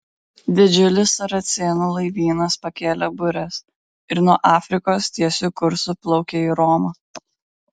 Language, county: Lithuanian, Vilnius